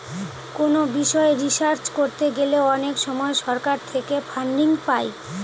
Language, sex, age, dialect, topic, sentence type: Bengali, female, 25-30, Northern/Varendri, banking, statement